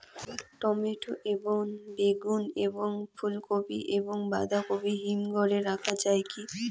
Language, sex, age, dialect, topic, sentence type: Bengali, female, 18-24, Rajbangshi, agriculture, question